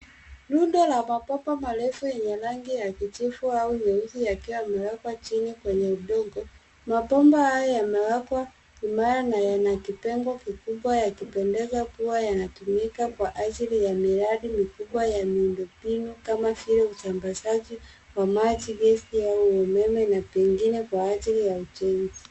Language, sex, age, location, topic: Swahili, female, 25-35, Nairobi, government